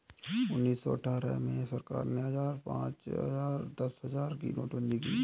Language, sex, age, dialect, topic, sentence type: Hindi, male, 18-24, Awadhi Bundeli, banking, statement